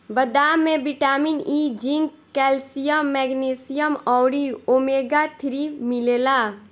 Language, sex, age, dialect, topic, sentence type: Bhojpuri, female, 18-24, Northern, agriculture, statement